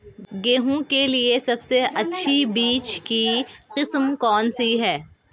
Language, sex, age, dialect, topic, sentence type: Hindi, female, 18-24, Marwari Dhudhari, agriculture, question